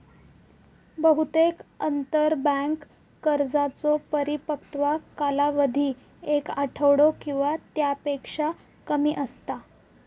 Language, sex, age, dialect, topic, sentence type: Marathi, female, 18-24, Southern Konkan, banking, statement